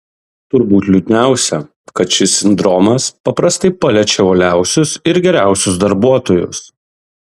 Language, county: Lithuanian, Kaunas